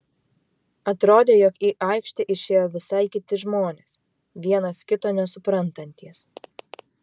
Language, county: Lithuanian, Vilnius